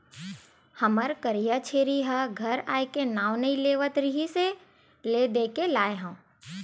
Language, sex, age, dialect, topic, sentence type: Chhattisgarhi, female, 25-30, Western/Budati/Khatahi, agriculture, statement